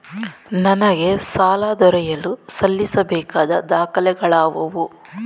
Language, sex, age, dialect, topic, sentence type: Kannada, female, 31-35, Mysore Kannada, banking, question